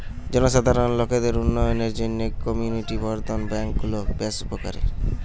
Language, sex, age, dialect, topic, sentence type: Bengali, male, 18-24, Western, banking, statement